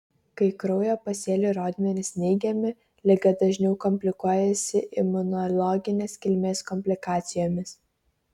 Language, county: Lithuanian, Kaunas